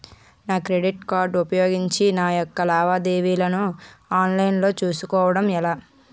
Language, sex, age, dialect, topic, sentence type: Telugu, female, 41-45, Utterandhra, banking, question